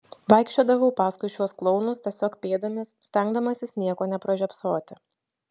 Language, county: Lithuanian, Šiauliai